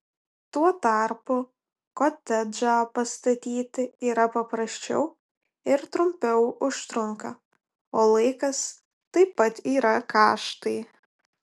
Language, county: Lithuanian, Panevėžys